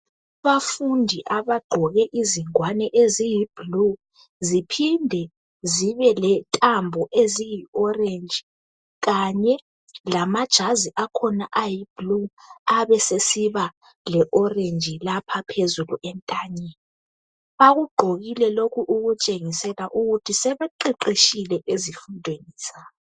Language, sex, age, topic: North Ndebele, female, 18-24, education